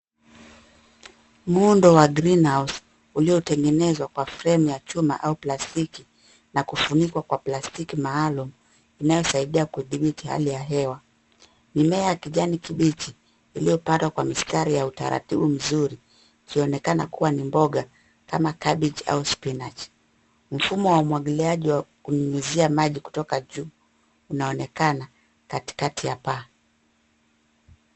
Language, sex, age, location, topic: Swahili, female, 36-49, Nairobi, agriculture